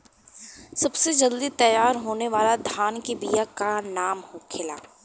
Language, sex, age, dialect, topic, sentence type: Bhojpuri, female, 18-24, Western, agriculture, question